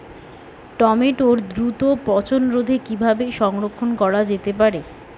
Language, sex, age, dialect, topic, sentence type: Bengali, female, 60-100, Standard Colloquial, agriculture, question